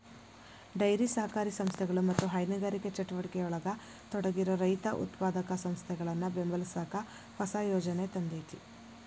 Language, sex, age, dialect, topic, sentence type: Kannada, female, 25-30, Dharwad Kannada, agriculture, statement